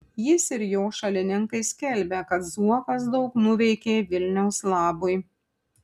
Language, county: Lithuanian, Panevėžys